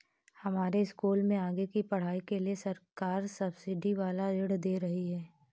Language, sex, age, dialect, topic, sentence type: Hindi, female, 18-24, Awadhi Bundeli, banking, statement